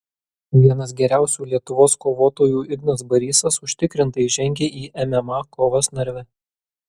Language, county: Lithuanian, Kaunas